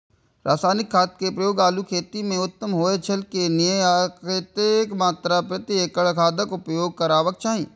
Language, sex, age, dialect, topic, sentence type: Maithili, male, 18-24, Eastern / Thethi, agriculture, question